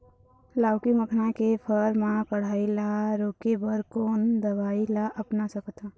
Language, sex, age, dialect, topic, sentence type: Chhattisgarhi, female, 31-35, Eastern, agriculture, question